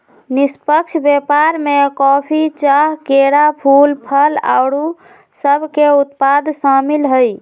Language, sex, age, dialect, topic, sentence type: Magahi, female, 18-24, Western, banking, statement